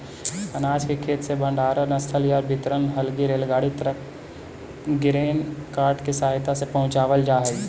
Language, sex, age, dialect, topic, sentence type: Magahi, female, 18-24, Central/Standard, banking, statement